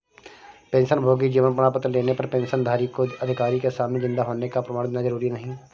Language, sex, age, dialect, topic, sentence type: Hindi, male, 46-50, Awadhi Bundeli, banking, statement